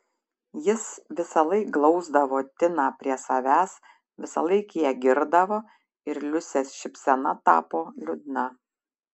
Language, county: Lithuanian, Šiauliai